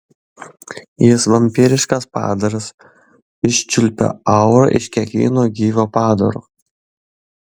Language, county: Lithuanian, Šiauliai